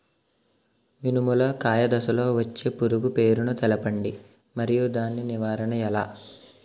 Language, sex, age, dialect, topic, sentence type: Telugu, male, 18-24, Utterandhra, agriculture, question